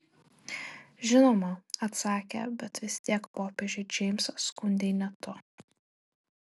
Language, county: Lithuanian, Telšiai